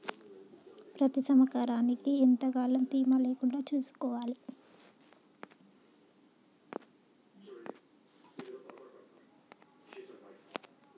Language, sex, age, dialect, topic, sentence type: Telugu, female, 25-30, Telangana, agriculture, question